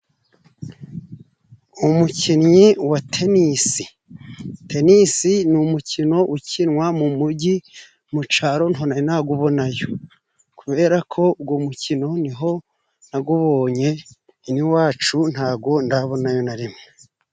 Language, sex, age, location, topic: Kinyarwanda, male, 36-49, Musanze, government